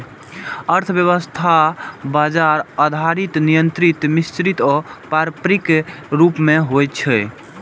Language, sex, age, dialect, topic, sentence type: Maithili, male, 18-24, Eastern / Thethi, banking, statement